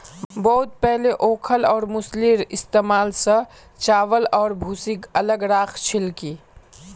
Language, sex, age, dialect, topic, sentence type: Magahi, male, 18-24, Northeastern/Surjapuri, agriculture, statement